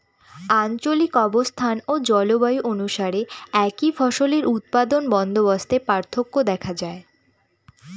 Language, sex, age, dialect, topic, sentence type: Bengali, female, 18-24, Northern/Varendri, agriculture, statement